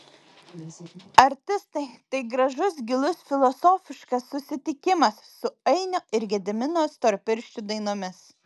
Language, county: Lithuanian, Vilnius